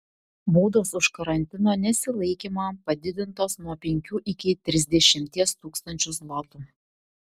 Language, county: Lithuanian, Šiauliai